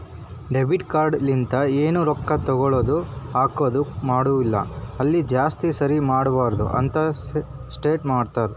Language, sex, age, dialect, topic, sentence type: Kannada, female, 25-30, Northeastern, banking, statement